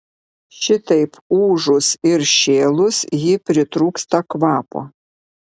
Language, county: Lithuanian, Vilnius